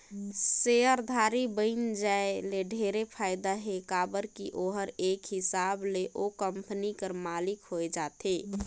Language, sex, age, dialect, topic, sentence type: Chhattisgarhi, female, 18-24, Northern/Bhandar, banking, statement